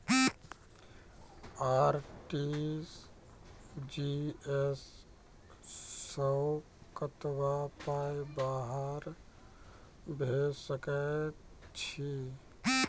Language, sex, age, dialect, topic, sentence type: Maithili, male, 36-40, Angika, banking, question